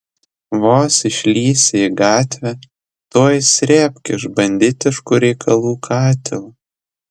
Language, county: Lithuanian, Telšiai